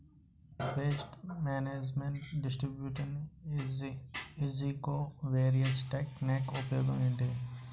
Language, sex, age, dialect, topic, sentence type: Telugu, male, 18-24, Utterandhra, agriculture, question